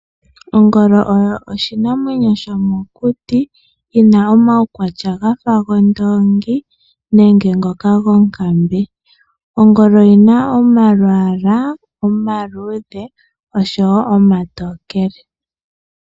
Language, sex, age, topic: Oshiwambo, female, 18-24, agriculture